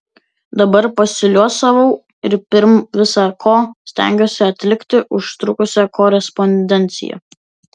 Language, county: Lithuanian, Vilnius